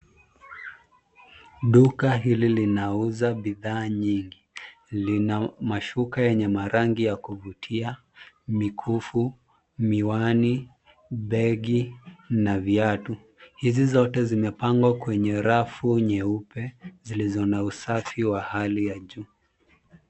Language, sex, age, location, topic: Swahili, male, 25-35, Nairobi, finance